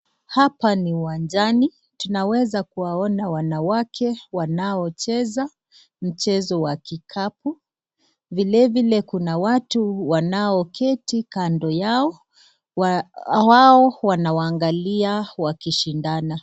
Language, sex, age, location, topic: Swahili, female, 25-35, Nakuru, government